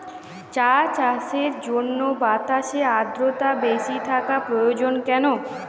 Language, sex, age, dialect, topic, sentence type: Bengali, female, 18-24, Jharkhandi, agriculture, question